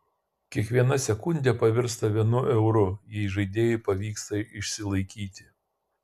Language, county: Lithuanian, Kaunas